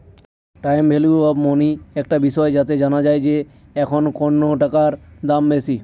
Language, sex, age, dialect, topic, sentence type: Bengali, male, 18-24, Northern/Varendri, banking, statement